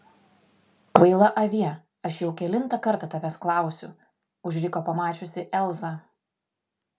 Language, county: Lithuanian, Vilnius